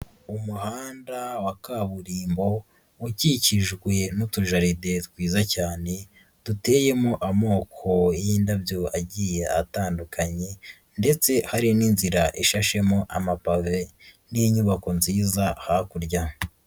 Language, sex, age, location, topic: Kinyarwanda, female, 36-49, Nyagatare, health